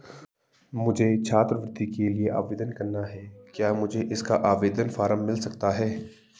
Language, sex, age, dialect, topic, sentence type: Hindi, male, 18-24, Garhwali, banking, question